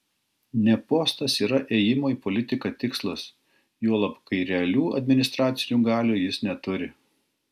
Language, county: Lithuanian, Klaipėda